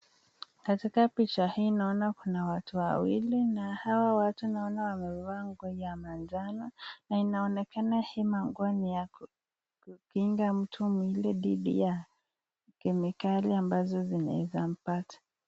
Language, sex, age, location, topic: Swahili, female, 18-24, Nakuru, health